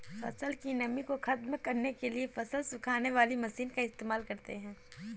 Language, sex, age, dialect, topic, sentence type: Hindi, female, 18-24, Kanauji Braj Bhasha, agriculture, statement